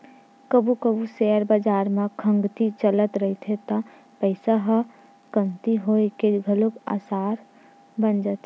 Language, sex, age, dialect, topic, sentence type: Chhattisgarhi, female, 60-100, Western/Budati/Khatahi, banking, statement